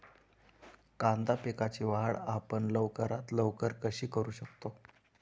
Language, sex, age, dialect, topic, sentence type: Marathi, male, 18-24, Standard Marathi, agriculture, question